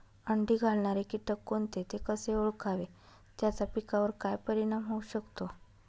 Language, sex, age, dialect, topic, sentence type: Marathi, female, 31-35, Northern Konkan, agriculture, question